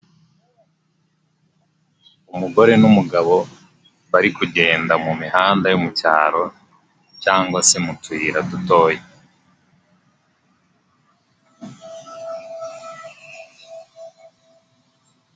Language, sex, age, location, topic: Kinyarwanda, male, 18-24, Nyagatare, government